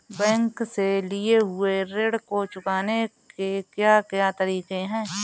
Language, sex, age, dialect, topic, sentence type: Hindi, female, 31-35, Marwari Dhudhari, banking, question